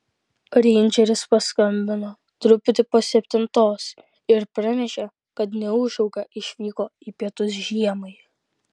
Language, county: Lithuanian, Kaunas